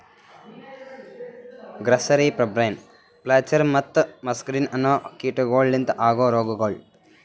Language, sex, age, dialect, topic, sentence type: Kannada, male, 18-24, Northeastern, agriculture, statement